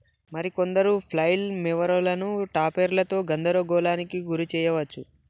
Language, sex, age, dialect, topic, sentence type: Telugu, male, 18-24, Telangana, agriculture, statement